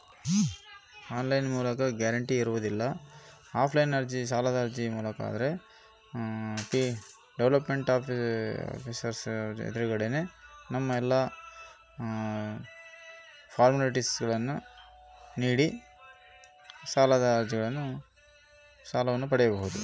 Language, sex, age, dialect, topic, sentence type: Kannada, male, 36-40, Central, banking, question